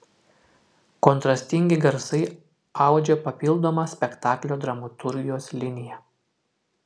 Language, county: Lithuanian, Utena